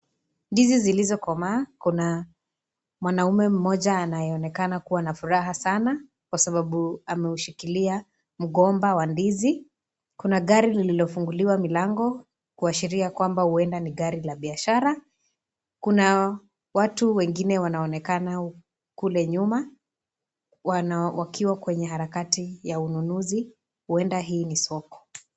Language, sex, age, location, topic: Swahili, female, 18-24, Kisii, agriculture